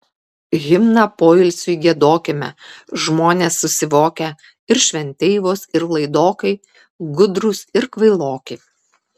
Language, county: Lithuanian, Kaunas